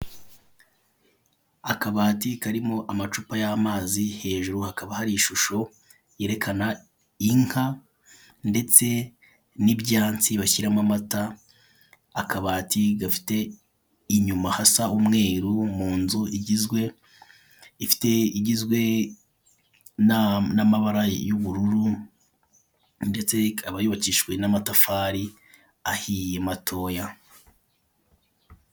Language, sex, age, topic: Kinyarwanda, male, 18-24, finance